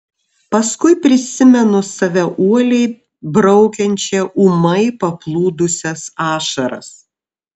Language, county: Lithuanian, Šiauliai